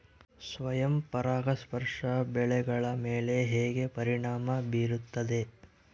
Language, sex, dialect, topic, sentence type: Kannada, male, Central, agriculture, question